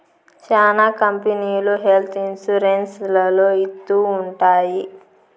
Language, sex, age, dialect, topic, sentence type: Telugu, female, 25-30, Southern, banking, statement